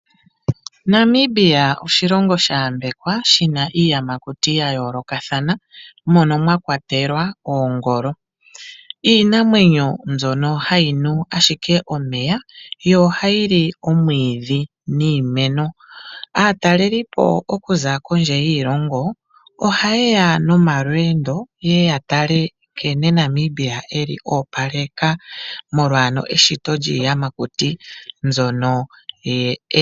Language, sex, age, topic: Oshiwambo, female, 25-35, agriculture